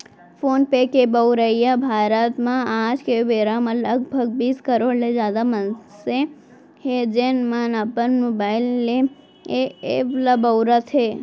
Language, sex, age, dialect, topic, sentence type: Chhattisgarhi, female, 18-24, Central, banking, statement